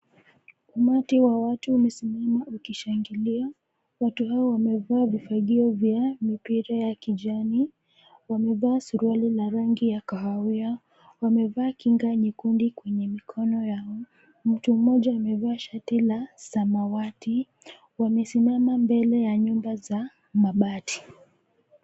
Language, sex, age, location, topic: Swahili, female, 25-35, Nairobi, government